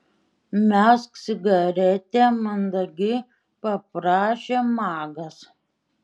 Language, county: Lithuanian, Šiauliai